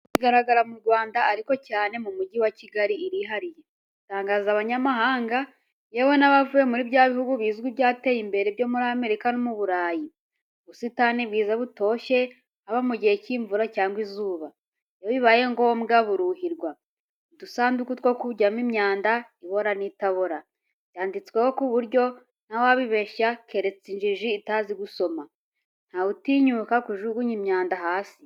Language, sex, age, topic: Kinyarwanda, female, 18-24, education